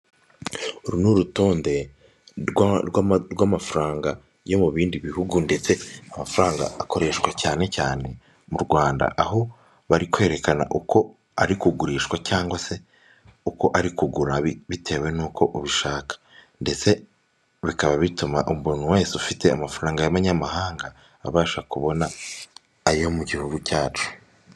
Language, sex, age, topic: Kinyarwanda, male, 18-24, finance